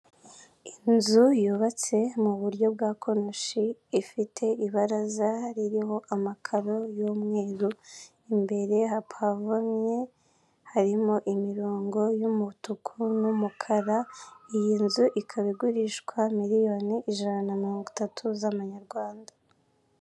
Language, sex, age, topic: Kinyarwanda, female, 18-24, finance